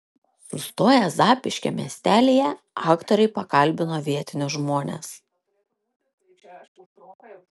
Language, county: Lithuanian, Šiauliai